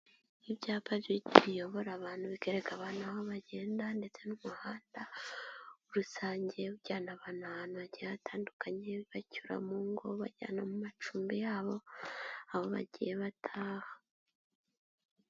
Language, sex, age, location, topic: Kinyarwanda, female, 18-24, Nyagatare, government